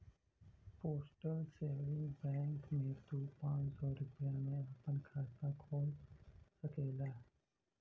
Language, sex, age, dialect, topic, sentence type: Bhojpuri, male, 31-35, Western, banking, statement